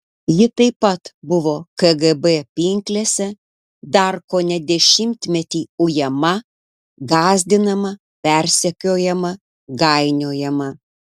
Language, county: Lithuanian, Panevėžys